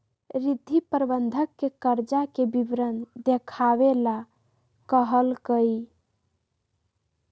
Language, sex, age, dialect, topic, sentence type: Magahi, female, 18-24, Western, banking, statement